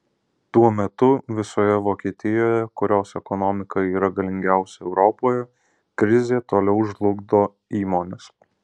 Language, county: Lithuanian, Alytus